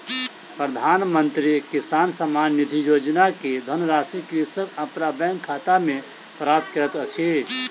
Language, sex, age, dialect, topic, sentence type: Maithili, male, 31-35, Southern/Standard, agriculture, statement